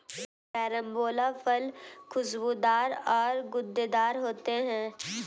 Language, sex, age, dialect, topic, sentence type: Hindi, female, 18-24, Hindustani Malvi Khadi Boli, agriculture, statement